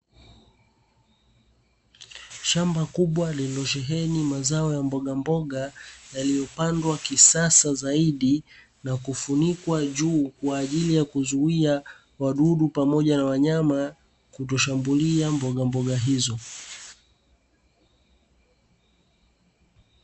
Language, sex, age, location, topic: Swahili, male, 18-24, Dar es Salaam, agriculture